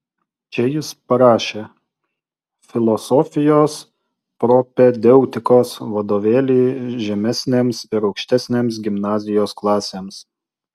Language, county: Lithuanian, Utena